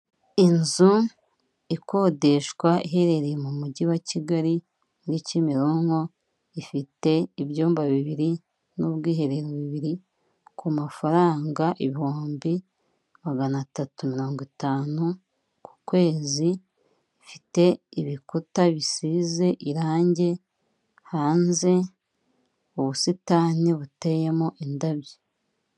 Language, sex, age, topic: Kinyarwanda, female, 36-49, finance